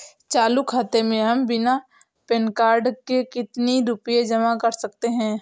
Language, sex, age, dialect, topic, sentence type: Hindi, female, 18-24, Awadhi Bundeli, banking, question